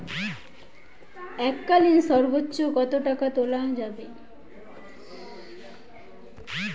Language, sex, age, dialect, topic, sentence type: Bengali, female, 18-24, Western, banking, question